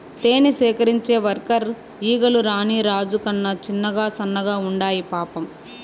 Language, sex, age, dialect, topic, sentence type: Telugu, female, 18-24, Southern, agriculture, statement